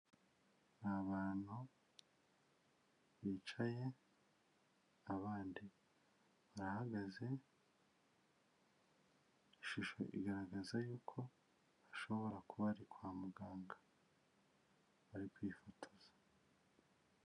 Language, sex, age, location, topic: Kinyarwanda, male, 25-35, Kigali, health